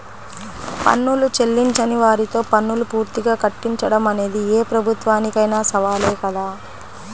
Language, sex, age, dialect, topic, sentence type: Telugu, female, 25-30, Central/Coastal, banking, statement